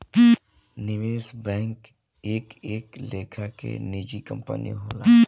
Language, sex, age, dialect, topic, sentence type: Bhojpuri, male, 25-30, Southern / Standard, banking, statement